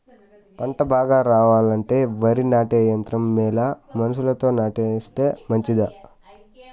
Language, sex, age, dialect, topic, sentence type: Telugu, male, 25-30, Southern, agriculture, question